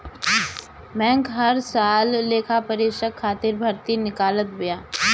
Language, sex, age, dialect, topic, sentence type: Bhojpuri, female, 18-24, Northern, banking, statement